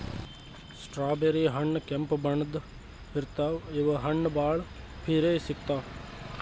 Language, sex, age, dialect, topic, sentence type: Kannada, male, 18-24, Northeastern, agriculture, statement